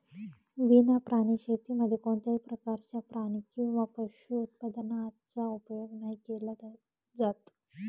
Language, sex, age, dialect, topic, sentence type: Marathi, female, 56-60, Northern Konkan, agriculture, statement